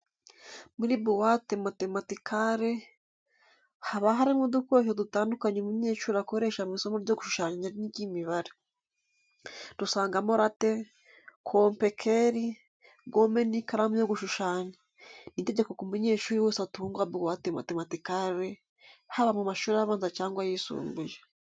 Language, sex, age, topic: Kinyarwanda, female, 18-24, education